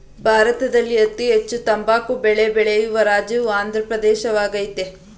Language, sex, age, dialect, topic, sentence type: Kannada, female, 18-24, Mysore Kannada, agriculture, statement